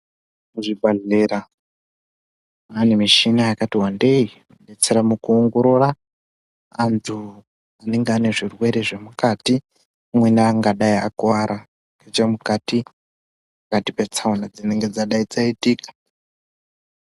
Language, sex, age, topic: Ndau, male, 18-24, health